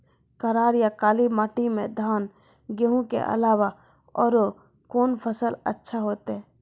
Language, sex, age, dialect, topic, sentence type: Maithili, female, 51-55, Angika, agriculture, question